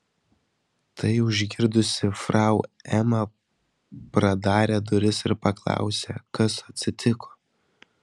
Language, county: Lithuanian, Vilnius